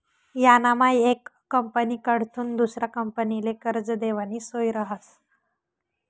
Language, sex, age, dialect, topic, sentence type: Marathi, female, 18-24, Northern Konkan, banking, statement